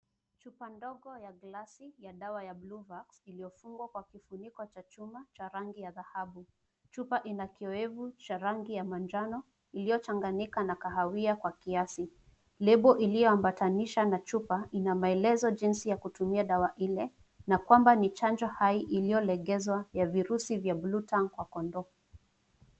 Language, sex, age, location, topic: Swahili, female, 25-35, Nairobi, health